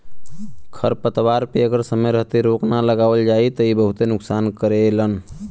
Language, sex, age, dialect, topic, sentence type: Bhojpuri, male, 25-30, Western, agriculture, statement